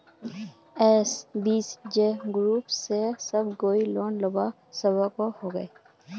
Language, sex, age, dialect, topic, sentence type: Magahi, female, 18-24, Northeastern/Surjapuri, banking, question